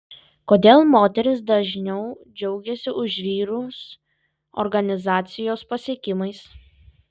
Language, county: Lithuanian, Kaunas